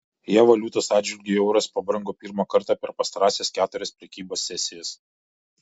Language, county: Lithuanian, Šiauliai